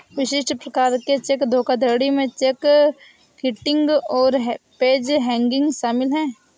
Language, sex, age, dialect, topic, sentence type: Hindi, female, 46-50, Awadhi Bundeli, banking, statement